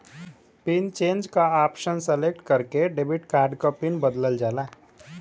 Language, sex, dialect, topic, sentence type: Bhojpuri, male, Western, banking, statement